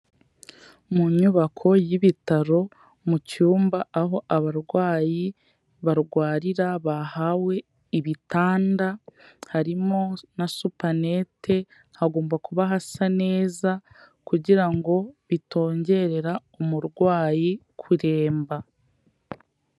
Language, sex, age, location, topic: Kinyarwanda, female, 18-24, Kigali, health